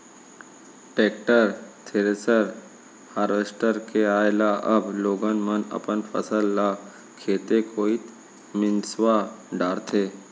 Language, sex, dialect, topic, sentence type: Chhattisgarhi, male, Central, agriculture, statement